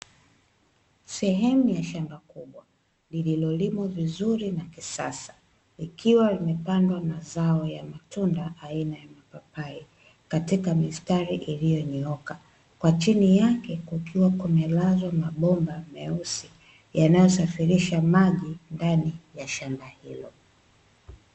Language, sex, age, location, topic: Swahili, female, 25-35, Dar es Salaam, agriculture